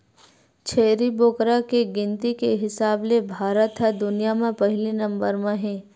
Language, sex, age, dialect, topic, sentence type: Chhattisgarhi, female, 25-30, Western/Budati/Khatahi, agriculture, statement